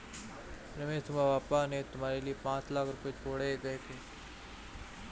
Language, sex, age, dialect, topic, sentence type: Hindi, male, 25-30, Marwari Dhudhari, banking, statement